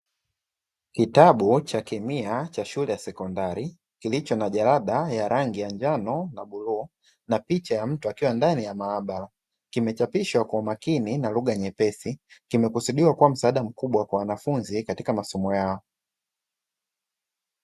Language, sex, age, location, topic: Swahili, male, 25-35, Dar es Salaam, education